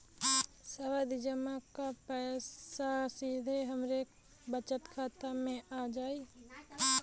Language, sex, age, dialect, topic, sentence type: Bhojpuri, female, 18-24, Western, banking, question